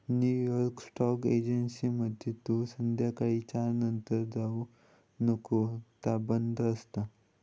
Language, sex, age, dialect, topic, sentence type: Marathi, male, 18-24, Southern Konkan, banking, statement